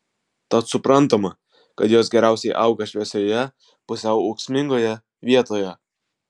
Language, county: Lithuanian, Vilnius